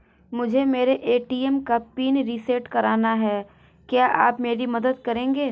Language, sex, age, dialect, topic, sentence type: Hindi, female, 18-24, Hindustani Malvi Khadi Boli, banking, question